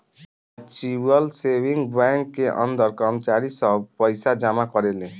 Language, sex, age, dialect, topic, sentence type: Bhojpuri, male, 18-24, Southern / Standard, banking, statement